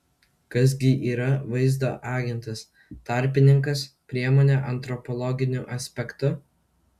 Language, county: Lithuanian, Kaunas